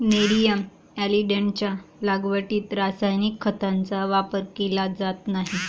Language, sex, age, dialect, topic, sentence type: Marathi, female, 25-30, Varhadi, agriculture, statement